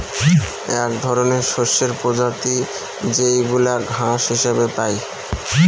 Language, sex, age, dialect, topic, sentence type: Bengali, male, 36-40, Northern/Varendri, agriculture, statement